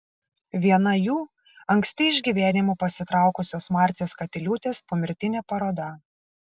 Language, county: Lithuanian, Šiauliai